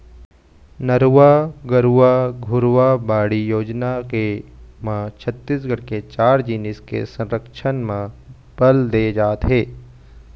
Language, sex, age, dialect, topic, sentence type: Chhattisgarhi, male, 25-30, Eastern, agriculture, statement